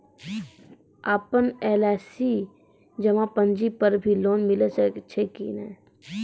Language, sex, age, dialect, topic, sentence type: Maithili, female, 36-40, Angika, banking, question